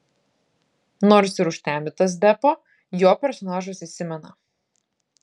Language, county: Lithuanian, Klaipėda